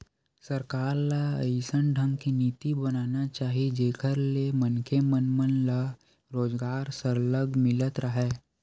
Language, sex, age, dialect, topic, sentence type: Chhattisgarhi, male, 18-24, Western/Budati/Khatahi, banking, statement